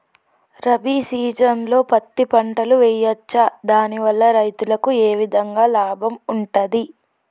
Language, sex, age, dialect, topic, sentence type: Telugu, female, 18-24, Telangana, agriculture, question